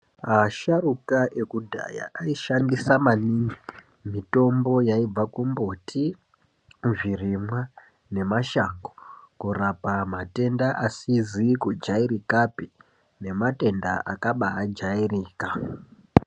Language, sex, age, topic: Ndau, male, 18-24, health